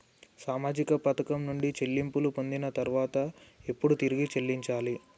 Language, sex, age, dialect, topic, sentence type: Telugu, male, 18-24, Telangana, banking, question